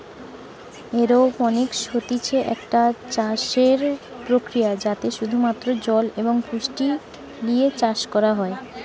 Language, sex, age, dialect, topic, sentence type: Bengali, female, 18-24, Western, agriculture, statement